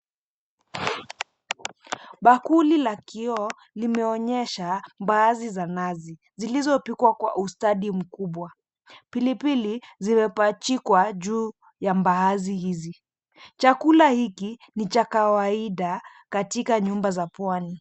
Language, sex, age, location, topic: Swahili, female, 25-35, Mombasa, agriculture